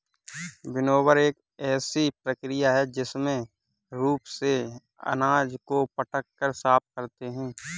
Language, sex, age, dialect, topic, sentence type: Hindi, male, 18-24, Kanauji Braj Bhasha, agriculture, statement